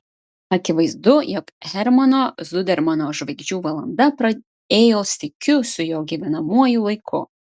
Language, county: Lithuanian, Vilnius